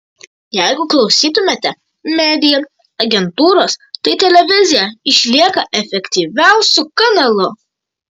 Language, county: Lithuanian, Kaunas